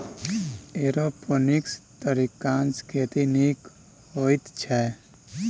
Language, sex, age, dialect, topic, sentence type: Maithili, male, 18-24, Bajjika, agriculture, statement